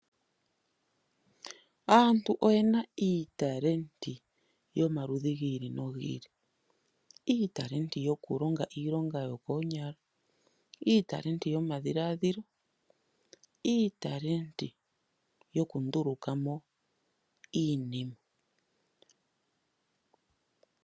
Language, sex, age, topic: Oshiwambo, female, 25-35, finance